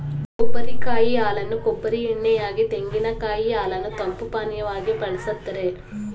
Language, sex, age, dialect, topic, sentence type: Kannada, female, 18-24, Mysore Kannada, agriculture, statement